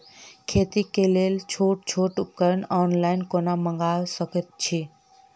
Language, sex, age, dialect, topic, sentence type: Maithili, female, 25-30, Southern/Standard, agriculture, question